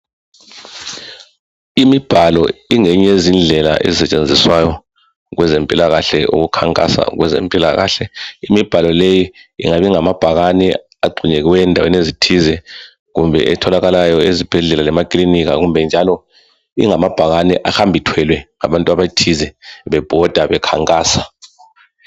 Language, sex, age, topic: North Ndebele, male, 36-49, health